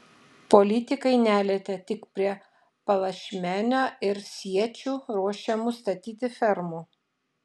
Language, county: Lithuanian, Šiauliai